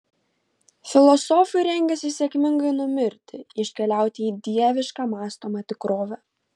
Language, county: Lithuanian, Kaunas